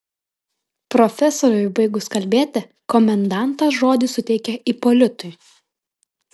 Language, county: Lithuanian, Telšiai